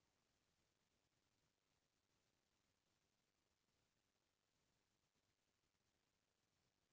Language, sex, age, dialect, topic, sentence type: Chhattisgarhi, female, 36-40, Central, agriculture, statement